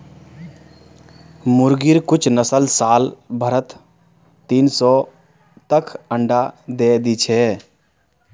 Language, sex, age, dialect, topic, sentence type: Magahi, male, 31-35, Northeastern/Surjapuri, agriculture, statement